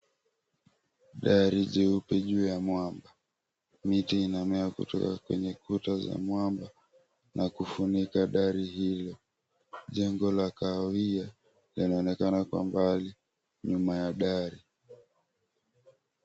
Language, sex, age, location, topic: Swahili, male, 18-24, Mombasa, government